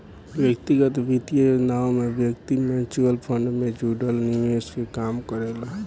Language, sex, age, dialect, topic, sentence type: Bhojpuri, male, 18-24, Southern / Standard, banking, statement